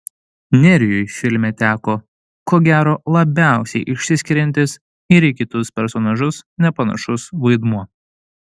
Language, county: Lithuanian, Panevėžys